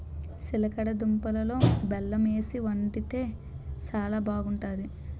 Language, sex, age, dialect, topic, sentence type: Telugu, male, 25-30, Utterandhra, agriculture, statement